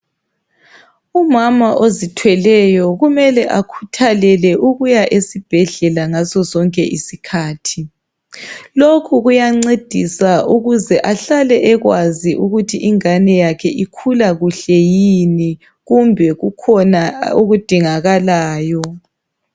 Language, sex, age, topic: North Ndebele, male, 36-49, health